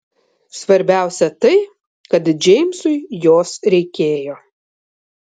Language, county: Lithuanian, Vilnius